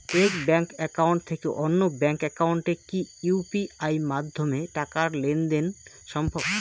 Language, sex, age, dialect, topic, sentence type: Bengali, male, 25-30, Rajbangshi, banking, question